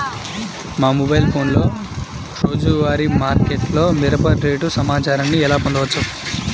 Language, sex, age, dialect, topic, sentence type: Telugu, male, 25-30, Central/Coastal, agriculture, question